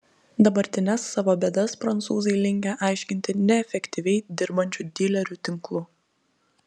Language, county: Lithuanian, Telšiai